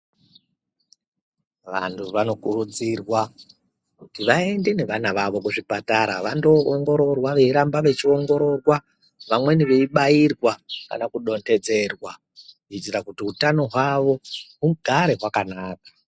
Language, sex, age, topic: Ndau, female, 36-49, health